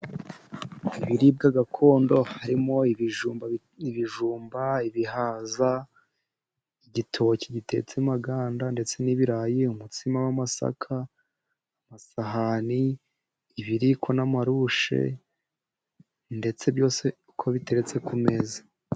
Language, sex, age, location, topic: Kinyarwanda, male, 18-24, Musanze, government